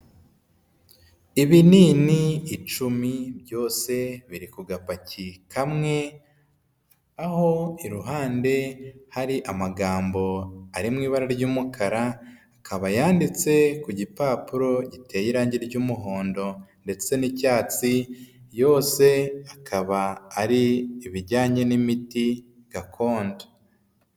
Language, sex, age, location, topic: Kinyarwanda, male, 25-35, Huye, health